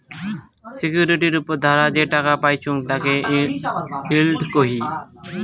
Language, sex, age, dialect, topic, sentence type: Bengali, male, 18-24, Rajbangshi, banking, statement